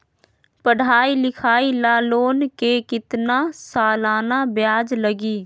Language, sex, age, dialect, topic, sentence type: Magahi, female, 25-30, Western, banking, question